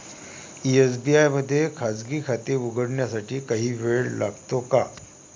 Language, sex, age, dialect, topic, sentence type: Marathi, male, 31-35, Varhadi, banking, statement